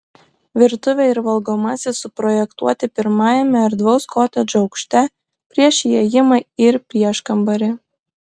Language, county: Lithuanian, Klaipėda